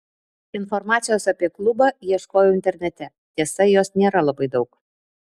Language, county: Lithuanian, Vilnius